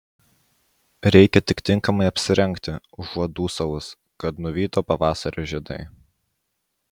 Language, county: Lithuanian, Utena